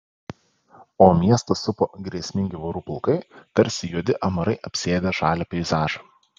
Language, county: Lithuanian, Panevėžys